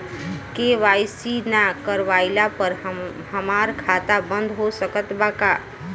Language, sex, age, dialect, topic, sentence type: Bhojpuri, female, 18-24, Southern / Standard, banking, question